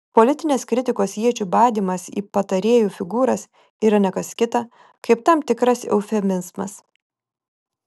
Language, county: Lithuanian, Vilnius